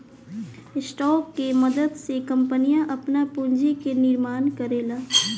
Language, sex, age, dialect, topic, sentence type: Bhojpuri, female, 18-24, Southern / Standard, banking, statement